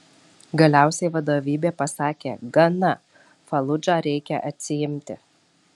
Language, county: Lithuanian, Alytus